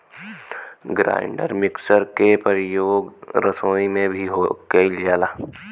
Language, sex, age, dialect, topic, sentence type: Bhojpuri, female, 18-24, Western, agriculture, statement